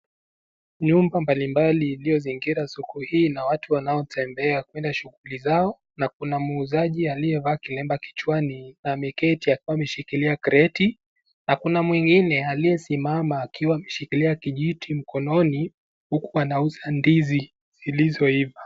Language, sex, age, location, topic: Swahili, male, 18-24, Nakuru, agriculture